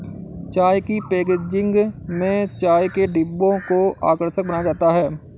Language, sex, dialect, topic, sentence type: Hindi, male, Awadhi Bundeli, agriculture, statement